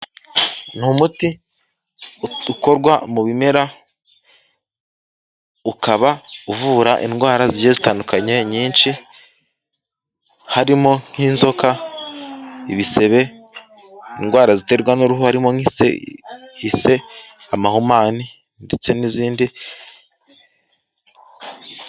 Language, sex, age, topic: Kinyarwanda, male, 18-24, health